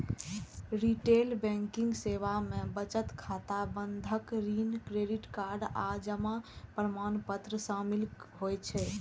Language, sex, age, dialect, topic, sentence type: Maithili, female, 46-50, Eastern / Thethi, banking, statement